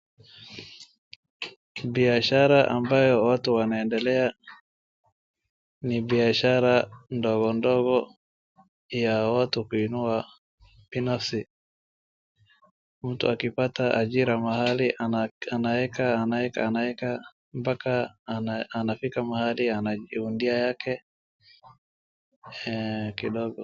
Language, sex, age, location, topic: Swahili, male, 18-24, Wajir, finance